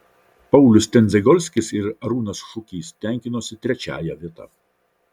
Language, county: Lithuanian, Vilnius